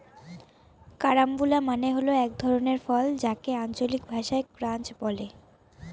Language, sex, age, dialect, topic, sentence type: Bengali, female, 25-30, Northern/Varendri, agriculture, statement